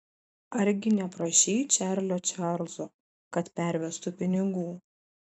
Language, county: Lithuanian, Šiauliai